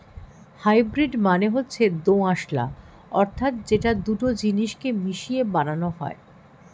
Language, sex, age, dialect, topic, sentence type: Bengali, female, 51-55, Standard Colloquial, banking, statement